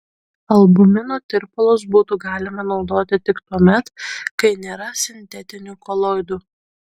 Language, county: Lithuanian, Kaunas